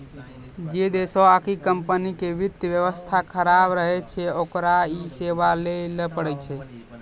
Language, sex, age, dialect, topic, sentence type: Maithili, male, 18-24, Angika, banking, statement